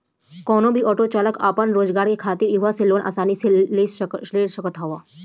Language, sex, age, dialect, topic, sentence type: Bhojpuri, female, 18-24, Northern, banking, statement